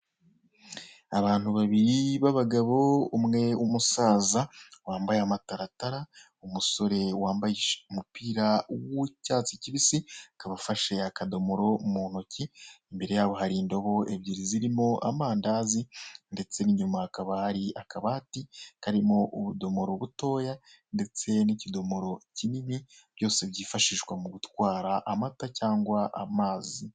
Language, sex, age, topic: Kinyarwanda, male, 25-35, finance